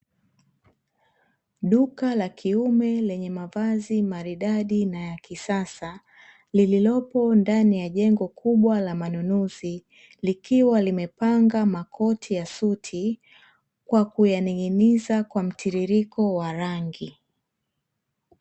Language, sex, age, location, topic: Swahili, female, 25-35, Dar es Salaam, finance